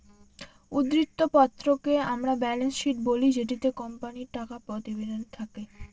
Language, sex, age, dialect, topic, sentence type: Bengali, female, 18-24, Northern/Varendri, banking, statement